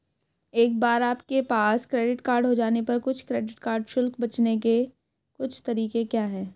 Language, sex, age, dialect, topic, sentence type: Hindi, female, 18-24, Hindustani Malvi Khadi Boli, banking, question